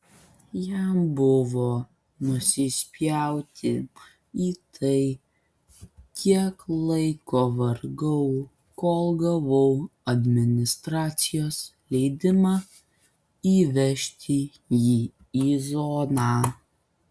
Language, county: Lithuanian, Kaunas